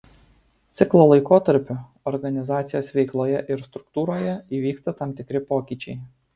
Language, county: Lithuanian, Alytus